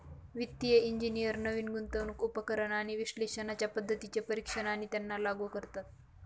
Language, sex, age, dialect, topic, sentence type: Marathi, female, 25-30, Northern Konkan, banking, statement